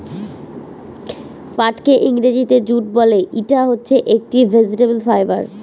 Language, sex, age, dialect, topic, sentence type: Bengali, female, 18-24, Northern/Varendri, agriculture, statement